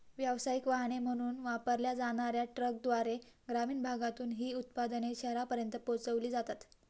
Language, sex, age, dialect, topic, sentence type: Marathi, female, 18-24, Standard Marathi, agriculture, statement